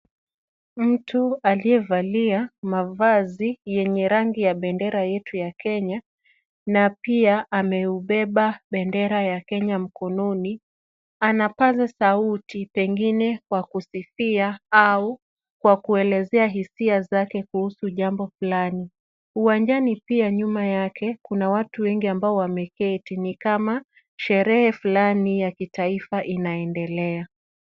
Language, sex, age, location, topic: Swahili, female, 25-35, Kisumu, government